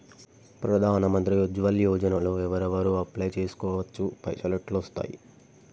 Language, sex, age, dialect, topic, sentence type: Telugu, male, 18-24, Telangana, banking, question